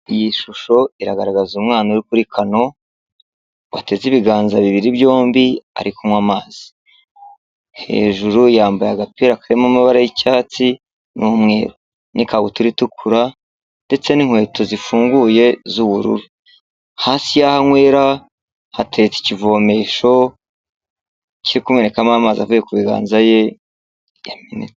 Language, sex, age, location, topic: Kinyarwanda, male, 36-49, Kigali, health